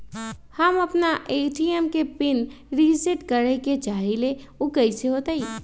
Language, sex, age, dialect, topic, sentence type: Magahi, female, 31-35, Western, banking, question